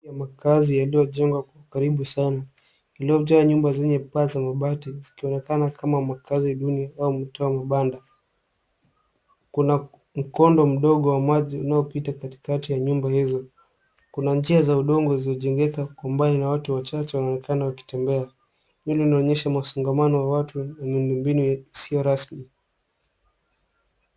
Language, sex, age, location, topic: Swahili, male, 18-24, Nairobi, government